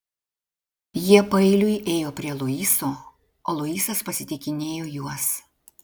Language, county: Lithuanian, Klaipėda